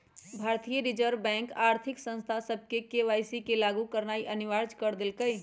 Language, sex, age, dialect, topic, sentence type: Magahi, female, 25-30, Western, banking, statement